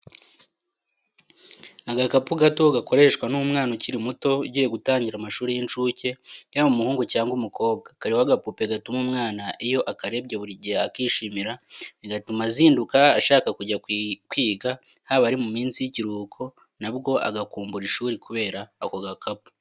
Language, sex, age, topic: Kinyarwanda, male, 18-24, education